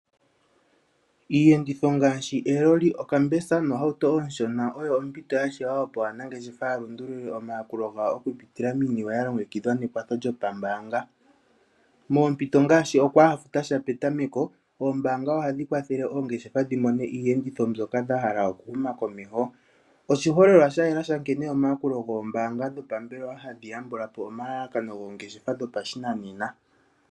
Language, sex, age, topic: Oshiwambo, male, 18-24, finance